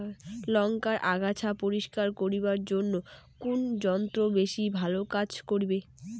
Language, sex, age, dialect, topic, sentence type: Bengali, female, 18-24, Rajbangshi, agriculture, question